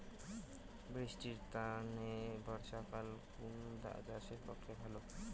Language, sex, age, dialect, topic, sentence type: Bengali, male, 18-24, Rajbangshi, agriculture, question